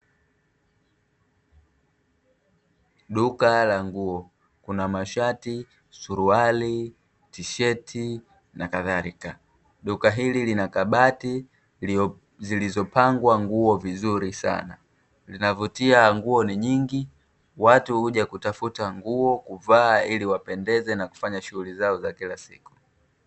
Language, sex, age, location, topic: Swahili, male, 36-49, Dar es Salaam, finance